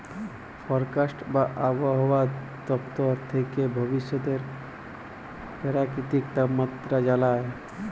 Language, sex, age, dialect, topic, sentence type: Bengali, male, 18-24, Jharkhandi, agriculture, statement